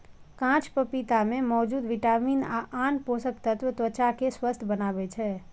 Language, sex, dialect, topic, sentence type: Maithili, female, Eastern / Thethi, agriculture, statement